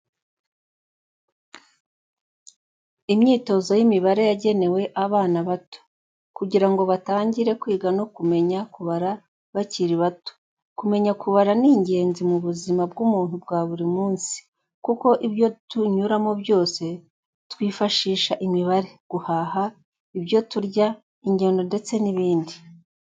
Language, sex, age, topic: Kinyarwanda, female, 25-35, education